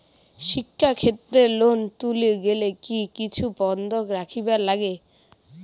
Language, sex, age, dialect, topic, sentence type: Bengali, female, 18-24, Rajbangshi, banking, question